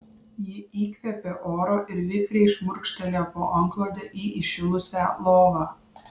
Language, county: Lithuanian, Vilnius